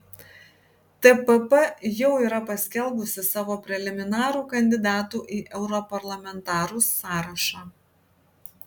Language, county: Lithuanian, Kaunas